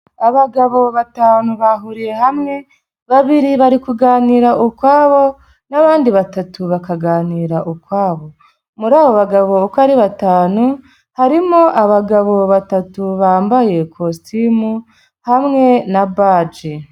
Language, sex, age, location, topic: Kinyarwanda, female, 25-35, Kigali, health